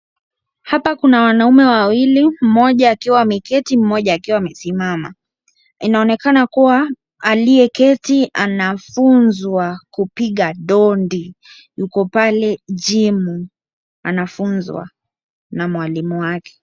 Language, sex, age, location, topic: Swahili, male, 18-24, Wajir, education